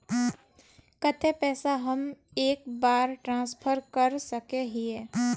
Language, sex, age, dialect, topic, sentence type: Magahi, female, 18-24, Northeastern/Surjapuri, banking, question